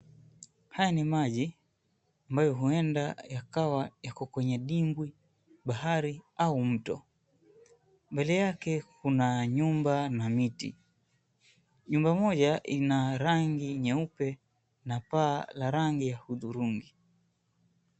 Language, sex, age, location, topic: Swahili, male, 25-35, Mombasa, government